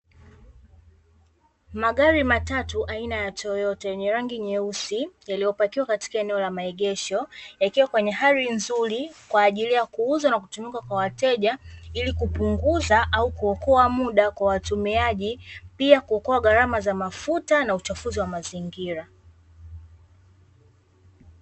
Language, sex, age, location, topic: Swahili, female, 18-24, Dar es Salaam, finance